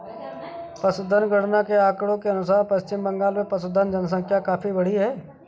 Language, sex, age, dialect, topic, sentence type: Hindi, male, 31-35, Awadhi Bundeli, agriculture, statement